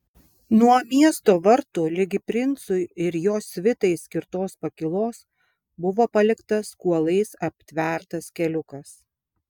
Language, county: Lithuanian, Vilnius